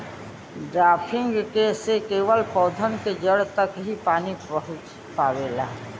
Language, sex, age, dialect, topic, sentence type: Bhojpuri, female, 25-30, Western, agriculture, statement